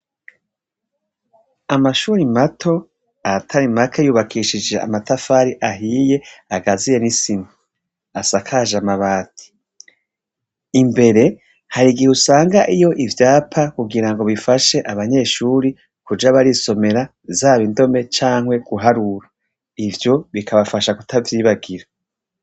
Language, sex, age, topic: Rundi, male, 36-49, education